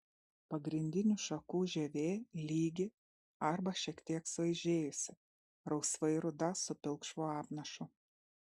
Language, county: Lithuanian, Šiauliai